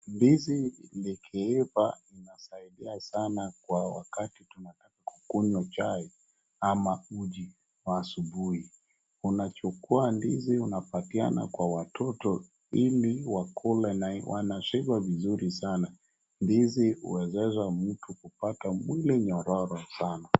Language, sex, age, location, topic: Swahili, male, 36-49, Wajir, agriculture